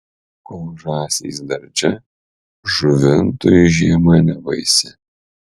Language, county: Lithuanian, Utena